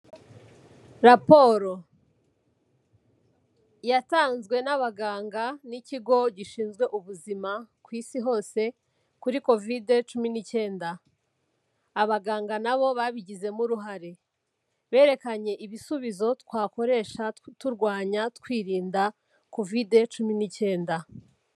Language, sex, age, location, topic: Kinyarwanda, female, 18-24, Kigali, health